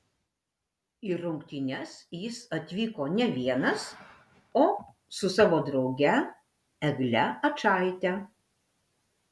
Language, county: Lithuanian, Alytus